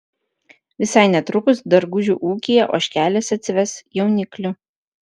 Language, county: Lithuanian, Vilnius